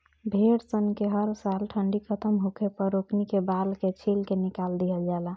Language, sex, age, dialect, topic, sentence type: Bhojpuri, female, 25-30, Southern / Standard, agriculture, statement